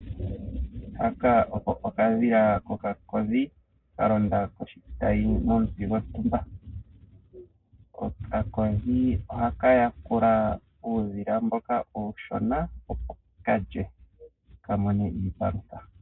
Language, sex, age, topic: Oshiwambo, male, 25-35, agriculture